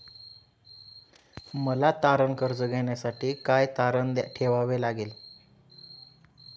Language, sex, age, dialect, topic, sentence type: Marathi, male, 18-24, Standard Marathi, banking, question